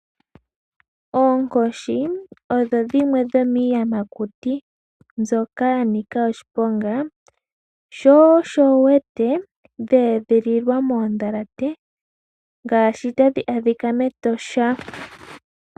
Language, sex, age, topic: Oshiwambo, female, 18-24, agriculture